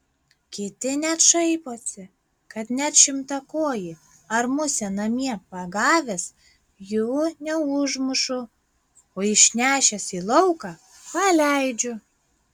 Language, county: Lithuanian, Klaipėda